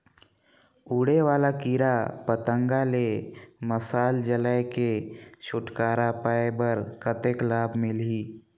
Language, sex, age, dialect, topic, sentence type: Chhattisgarhi, male, 46-50, Northern/Bhandar, agriculture, question